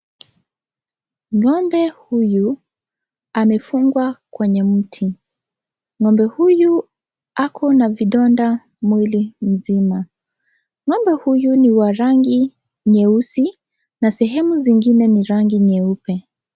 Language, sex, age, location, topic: Swahili, female, 25-35, Kisii, agriculture